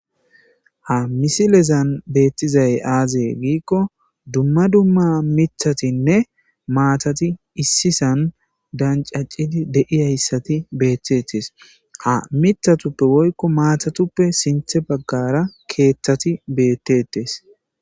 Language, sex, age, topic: Gamo, male, 25-35, agriculture